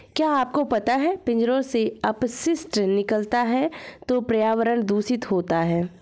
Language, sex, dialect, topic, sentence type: Hindi, female, Hindustani Malvi Khadi Boli, agriculture, statement